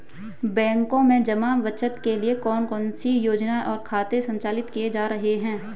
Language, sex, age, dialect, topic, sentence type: Hindi, male, 25-30, Hindustani Malvi Khadi Boli, banking, question